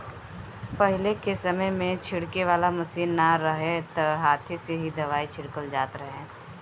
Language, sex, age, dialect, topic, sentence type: Bhojpuri, female, 18-24, Northern, agriculture, statement